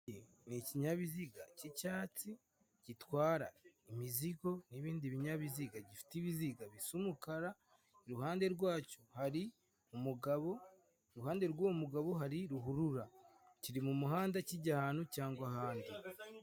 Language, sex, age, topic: Kinyarwanda, male, 25-35, government